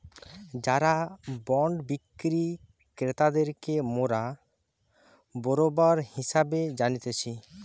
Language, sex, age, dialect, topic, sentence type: Bengali, male, 25-30, Western, banking, statement